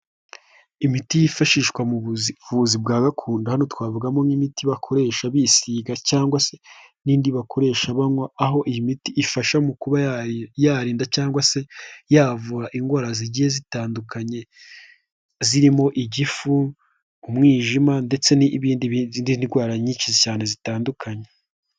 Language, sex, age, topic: Kinyarwanda, male, 18-24, health